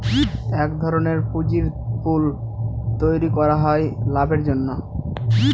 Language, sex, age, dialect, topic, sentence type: Bengali, male, 18-24, Northern/Varendri, banking, statement